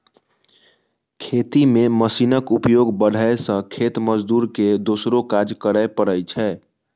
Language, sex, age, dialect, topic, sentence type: Maithili, male, 18-24, Eastern / Thethi, agriculture, statement